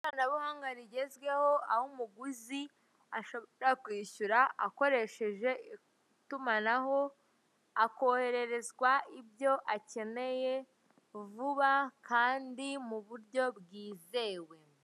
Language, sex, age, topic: Kinyarwanda, male, 18-24, finance